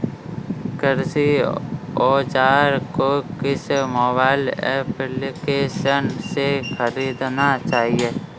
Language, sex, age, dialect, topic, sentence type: Hindi, male, 46-50, Kanauji Braj Bhasha, agriculture, question